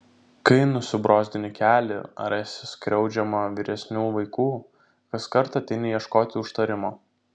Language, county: Lithuanian, Vilnius